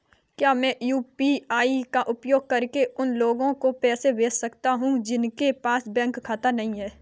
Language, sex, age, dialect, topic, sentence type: Hindi, female, 18-24, Kanauji Braj Bhasha, banking, question